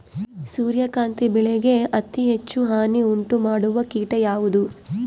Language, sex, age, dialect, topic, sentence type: Kannada, female, 36-40, Central, agriculture, question